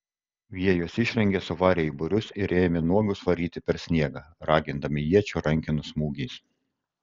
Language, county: Lithuanian, Kaunas